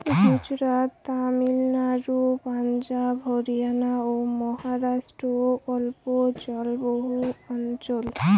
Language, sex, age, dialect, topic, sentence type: Bengali, female, 18-24, Rajbangshi, agriculture, statement